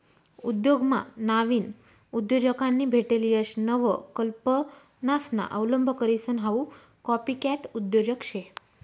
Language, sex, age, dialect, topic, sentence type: Marathi, female, 25-30, Northern Konkan, banking, statement